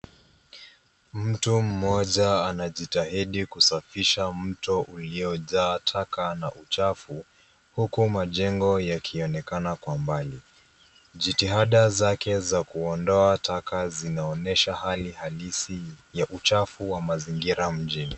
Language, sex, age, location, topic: Swahili, female, 18-24, Nairobi, government